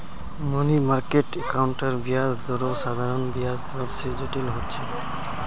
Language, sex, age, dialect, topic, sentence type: Magahi, male, 25-30, Northeastern/Surjapuri, banking, statement